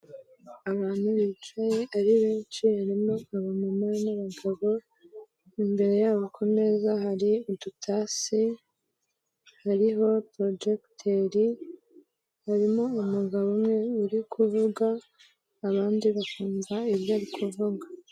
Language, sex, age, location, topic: Kinyarwanda, female, 18-24, Kigali, health